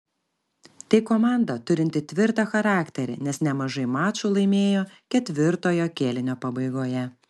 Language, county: Lithuanian, Kaunas